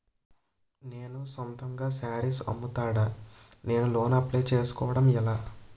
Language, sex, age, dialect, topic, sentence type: Telugu, male, 18-24, Utterandhra, banking, question